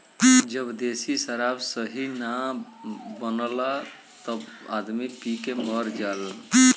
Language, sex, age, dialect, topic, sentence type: Bhojpuri, male, <18, Western, agriculture, statement